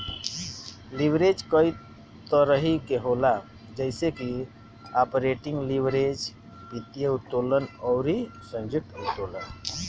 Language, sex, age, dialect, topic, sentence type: Bhojpuri, male, 60-100, Northern, banking, statement